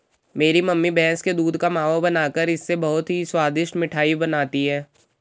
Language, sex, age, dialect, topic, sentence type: Hindi, male, 18-24, Garhwali, agriculture, statement